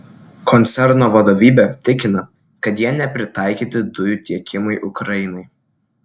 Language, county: Lithuanian, Klaipėda